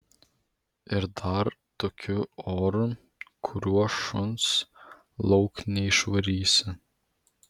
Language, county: Lithuanian, Vilnius